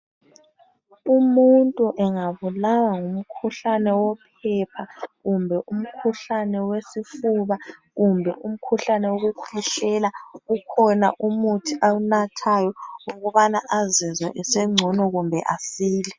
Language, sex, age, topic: North Ndebele, female, 25-35, health